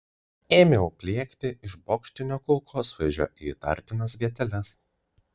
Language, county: Lithuanian, Vilnius